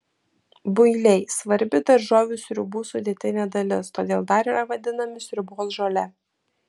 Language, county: Lithuanian, Vilnius